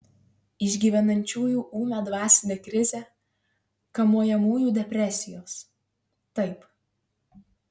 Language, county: Lithuanian, Marijampolė